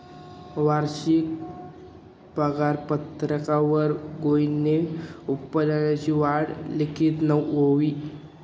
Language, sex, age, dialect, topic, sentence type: Marathi, male, 18-24, Northern Konkan, banking, statement